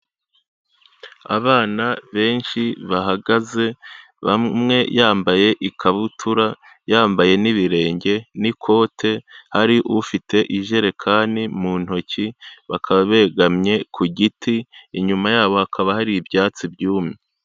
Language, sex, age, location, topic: Kinyarwanda, male, 25-35, Kigali, health